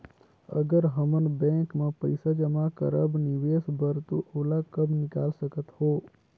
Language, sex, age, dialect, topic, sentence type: Chhattisgarhi, male, 18-24, Northern/Bhandar, banking, question